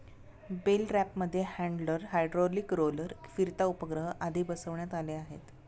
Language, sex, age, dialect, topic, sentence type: Marathi, female, 25-30, Standard Marathi, agriculture, statement